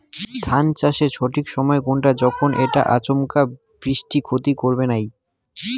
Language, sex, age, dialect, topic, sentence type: Bengali, male, 18-24, Rajbangshi, agriculture, question